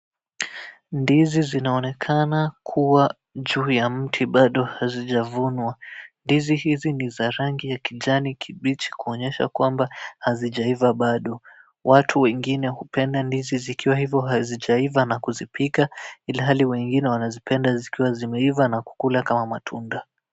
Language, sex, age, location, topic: Swahili, male, 18-24, Wajir, agriculture